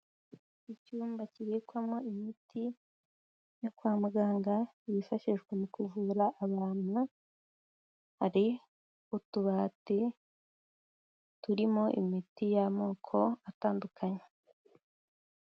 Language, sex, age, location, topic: Kinyarwanda, female, 18-24, Kigali, health